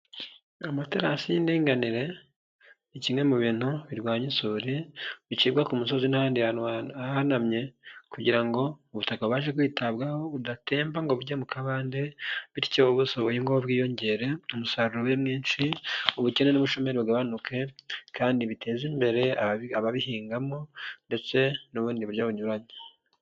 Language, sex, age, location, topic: Kinyarwanda, male, 25-35, Nyagatare, agriculture